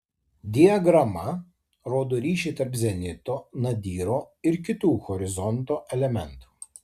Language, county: Lithuanian, Tauragė